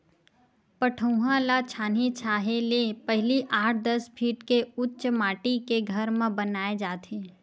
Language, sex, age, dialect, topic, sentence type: Chhattisgarhi, female, 18-24, Western/Budati/Khatahi, agriculture, statement